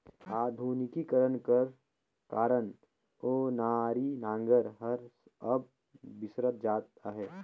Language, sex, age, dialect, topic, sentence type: Chhattisgarhi, male, 18-24, Northern/Bhandar, agriculture, statement